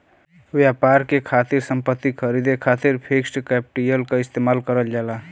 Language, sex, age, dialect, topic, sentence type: Bhojpuri, male, 25-30, Western, banking, statement